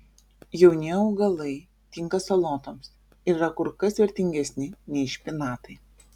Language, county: Lithuanian, Vilnius